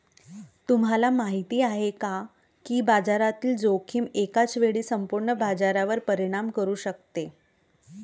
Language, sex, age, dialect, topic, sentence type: Marathi, male, 31-35, Varhadi, banking, statement